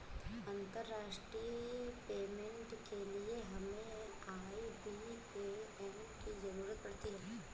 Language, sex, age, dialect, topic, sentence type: Hindi, female, 25-30, Awadhi Bundeli, banking, statement